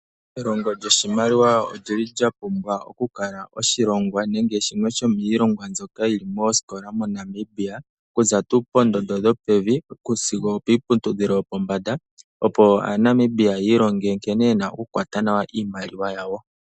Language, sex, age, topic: Oshiwambo, male, 18-24, finance